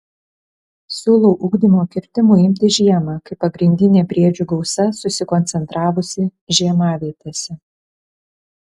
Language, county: Lithuanian, Kaunas